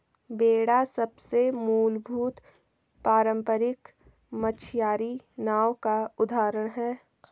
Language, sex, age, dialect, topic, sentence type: Hindi, female, 18-24, Hindustani Malvi Khadi Boli, agriculture, statement